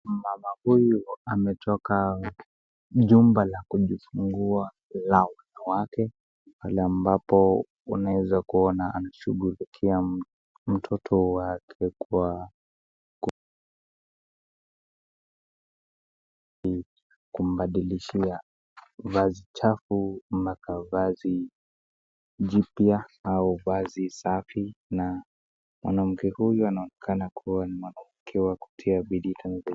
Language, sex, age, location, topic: Swahili, female, 36-49, Nakuru, health